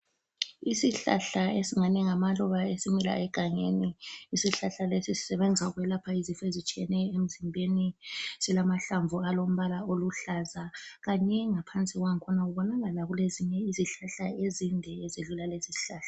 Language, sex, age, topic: North Ndebele, female, 36-49, health